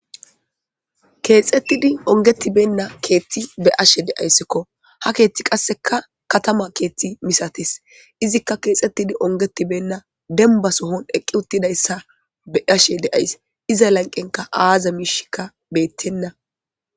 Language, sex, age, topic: Gamo, female, 18-24, government